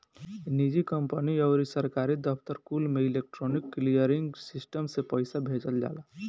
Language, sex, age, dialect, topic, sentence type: Bhojpuri, male, 18-24, Northern, banking, statement